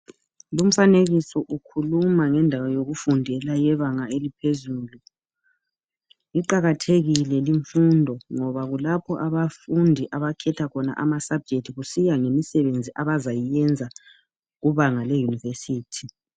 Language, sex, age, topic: North Ndebele, male, 36-49, education